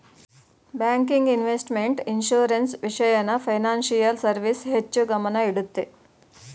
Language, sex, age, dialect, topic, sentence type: Kannada, female, 36-40, Mysore Kannada, banking, statement